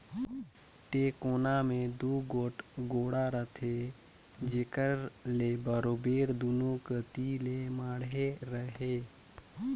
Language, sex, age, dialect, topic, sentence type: Chhattisgarhi, male, 25-30, Northern/Bhandar, agriculture, statement